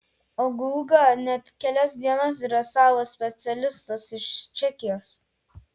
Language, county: Lithuanian, Telšiai